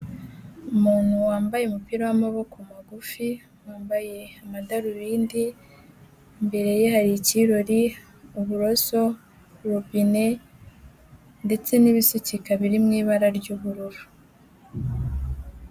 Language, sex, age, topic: Kinyarwanda, female, 18-24, health